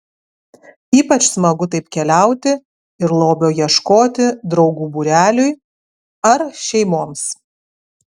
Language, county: Lithuanian, Kaunas